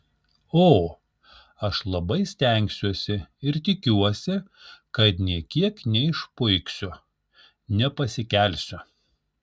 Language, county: Lithuanian, Šiauliai